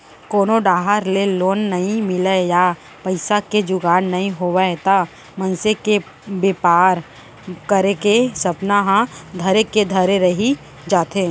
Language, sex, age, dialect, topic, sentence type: Chhattisgarhi, female, 25-30, Central, banking, statement